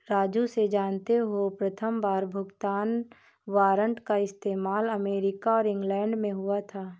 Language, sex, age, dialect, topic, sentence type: Hindi, female, 18-24, Awadhi Bundeli, banking, statement